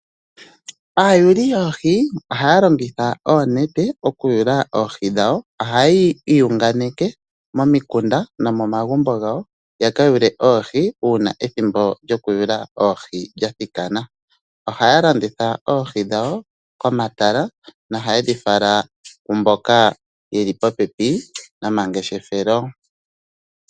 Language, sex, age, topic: Oshiwambo, male, 25-35, agriculture